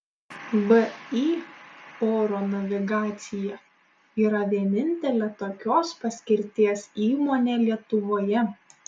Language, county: Lithuanian, Šiauliai